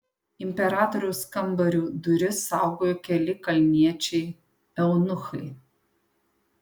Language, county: Lithuanian, Panevėžys